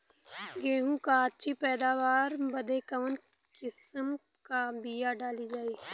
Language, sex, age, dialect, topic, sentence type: Bhojpuri, female, 18-24, Western, agriculture, question